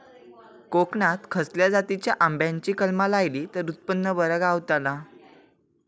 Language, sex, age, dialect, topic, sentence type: Marathi, male, 18-24, Southern Konkan, agriculture, question